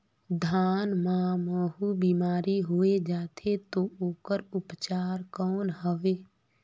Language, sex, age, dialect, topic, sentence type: Chhattisgarhi, female, 31-35, Northern/Bhandar, agriculture, question